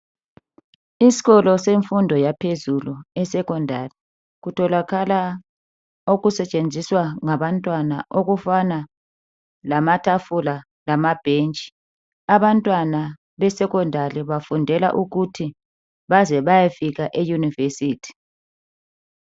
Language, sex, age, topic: North Ndebele, male, 36-49, education